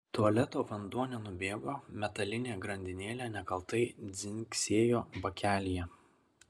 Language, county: Lithuanian, Kaunas